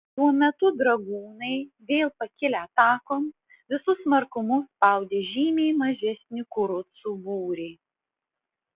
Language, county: Lithuanian, Vilnius